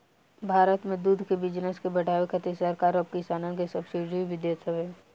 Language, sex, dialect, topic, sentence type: Bhojpuri, female, Northern, agriculture, statement